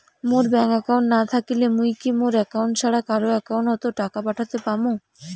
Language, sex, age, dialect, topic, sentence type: Bengali, female, 18-24, Rajbangshi, banking, question